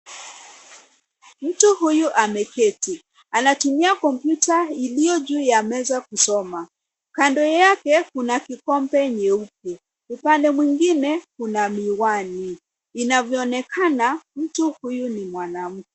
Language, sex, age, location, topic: Swahili, female, 25-35, Nairobi, education